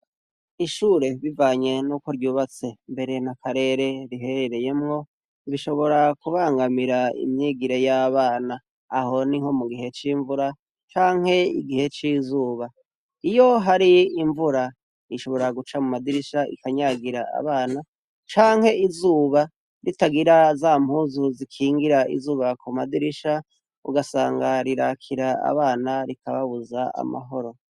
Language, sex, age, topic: Rundi, male, 36-49, education